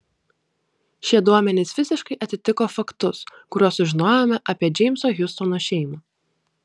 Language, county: Lithuanian, Klaipėda